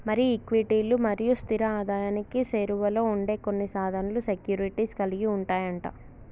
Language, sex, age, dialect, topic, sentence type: Telugu, male, 18-24, Telangana, banking, statement